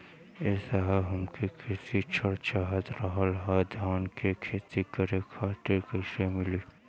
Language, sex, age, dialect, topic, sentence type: Bhojpuri, male, 18-24, Western, banking, question